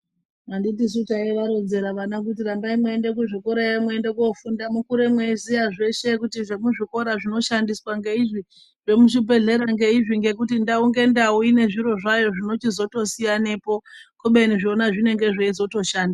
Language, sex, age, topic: Ndau, male, 18-24, health